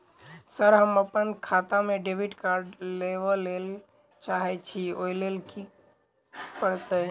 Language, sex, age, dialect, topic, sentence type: Maithili, male, 18-24, Southern/Standard, banking, question